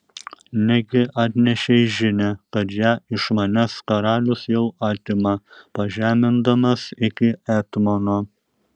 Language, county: Lithuanian, Šiauliai